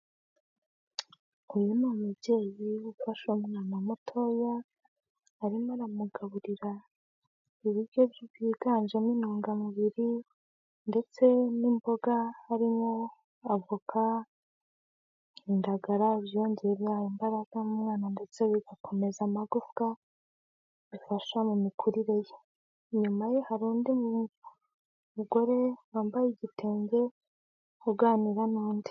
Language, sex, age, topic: Kinyarwanda, female, 25-35, health